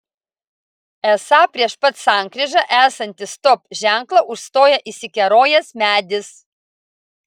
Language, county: Lithuanian, Vilnius